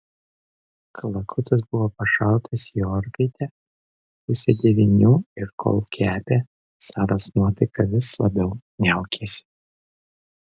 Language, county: Lithuanian, Vilnius